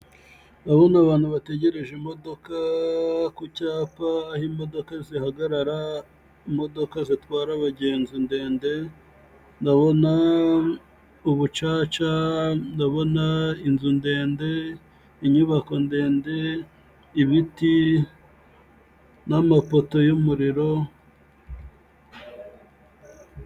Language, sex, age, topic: Kinyarwanda, male, 18-24, government